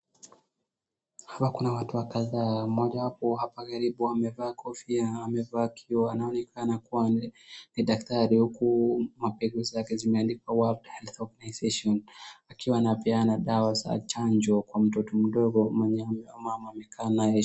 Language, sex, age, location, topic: Swahili, male, 25-35, Wajir, health